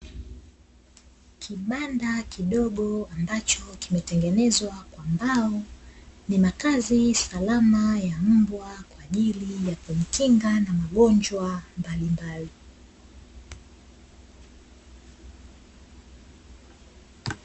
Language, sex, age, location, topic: Swahili, female, 25-35, Dar es Salaam, agriculture